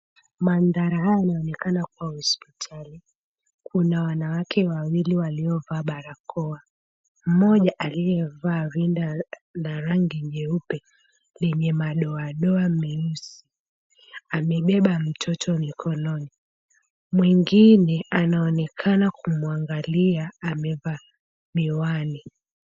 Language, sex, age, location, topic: Swahili, female, 18-24, Mombasa, health